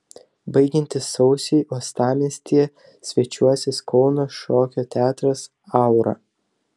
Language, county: Lithuanian, Telšiai